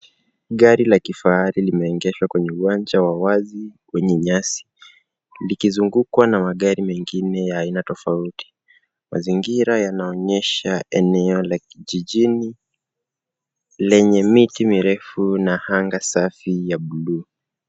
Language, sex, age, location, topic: Swahili, male, 18-24, Nairobi, finance